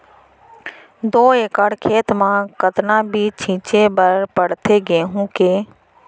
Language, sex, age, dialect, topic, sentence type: Chhattisgarhi, female, 31-35, Central, agriculture, question